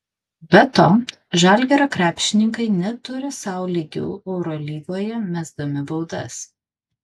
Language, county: Lithuanian, Kaunas